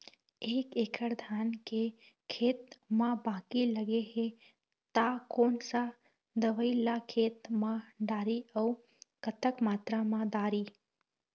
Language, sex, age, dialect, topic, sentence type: Chhattisgarhi, female, 25-30, Eastern, agriculture, question